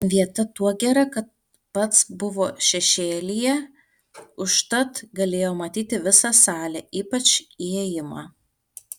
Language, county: Lithuanian, Alytus